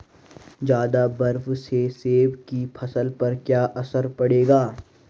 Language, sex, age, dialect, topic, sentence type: Hindi, male, 18-24, Garhwali, agriculture, question